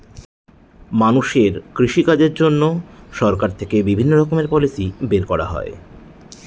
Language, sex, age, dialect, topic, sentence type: Bengali, male, 31-35, Northern/Varendri, agriculture, statement